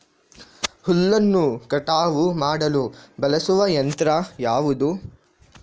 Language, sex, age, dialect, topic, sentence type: Kannada, male, 46-50, Coastal/Dakshin, agriculture, question